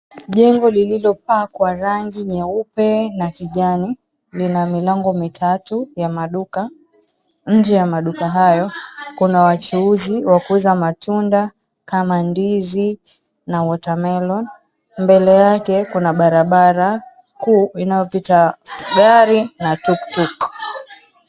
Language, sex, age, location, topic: Swahili, female, 25-35, Mombasa, finance